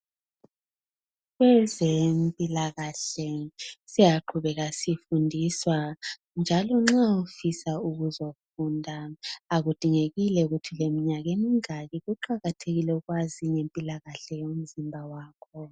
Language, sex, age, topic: North Ndebele, female, 25-35, health